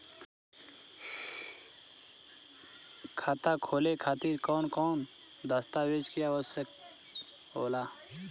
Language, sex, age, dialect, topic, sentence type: Bhojpuri, male, 25-30, Southern / Standard, banking, question